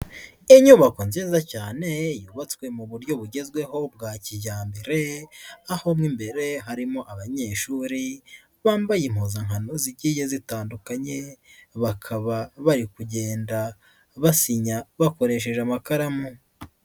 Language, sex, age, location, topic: Kinyarwanda, female, 50+, Nyagatare, education